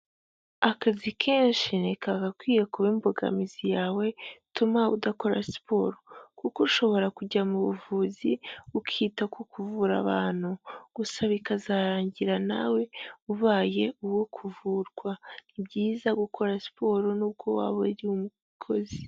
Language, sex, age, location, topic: Kinyarwanda, female, 18-24, Huye, health